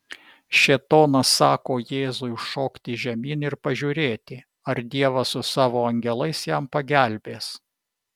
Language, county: Lithuanian, Vilnius